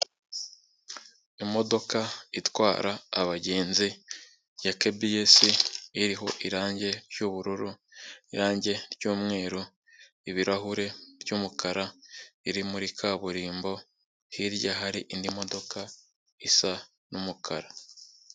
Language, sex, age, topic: Kinyarwanda, male, 18-24, government